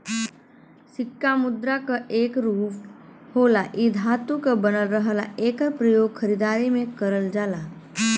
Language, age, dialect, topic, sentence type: Bhojpuri, 31-35, Western, banking, statement